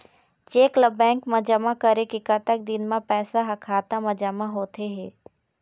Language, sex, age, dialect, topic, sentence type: Chhattisgarhi, female, 18-24, Eastern, banking, question